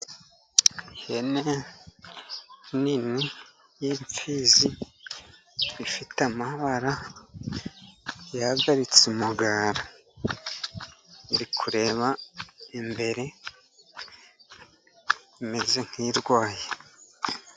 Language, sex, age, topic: Kinyarwanda, male, 50+, agriculture